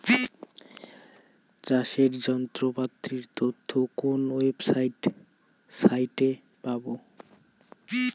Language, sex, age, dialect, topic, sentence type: Bengali, male, 18-24, Rajbangshi, agriculture, question